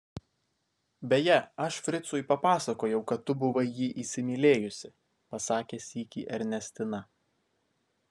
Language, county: Lithuanian, Vilnius